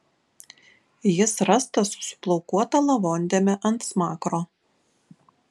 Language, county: Lithuanian, Kaunas